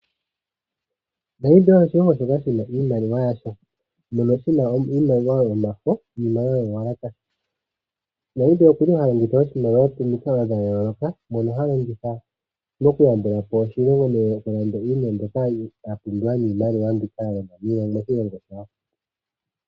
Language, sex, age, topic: Oshiwambo, male, 25-35, finance